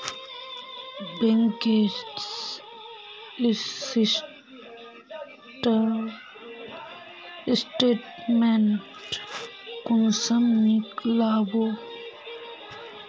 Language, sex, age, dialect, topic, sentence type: Magahi, female, 25-30, Northeastern/Surjapuri, banking, question